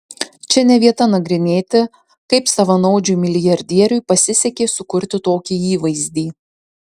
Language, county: Lithuanian, Marijampolė